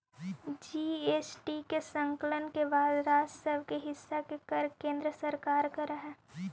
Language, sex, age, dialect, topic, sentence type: Magahi, female, 18-24, Central/Standard, banking, statement